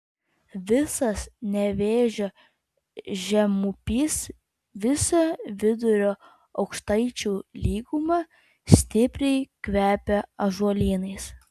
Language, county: Lithuanian, Vilnius